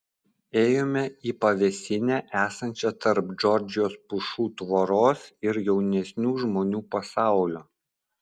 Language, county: Lithuanian, Vilnius